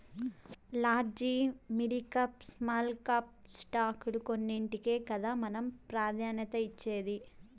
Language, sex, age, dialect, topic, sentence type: Telugu, female, 18-24, Southern, banking, statement